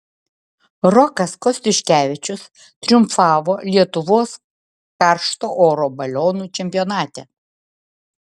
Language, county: Lithuanian, Vilnius